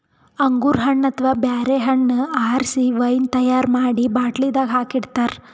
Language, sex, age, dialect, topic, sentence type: Kannada, female, 18-24, Northeastern, agriculture, statement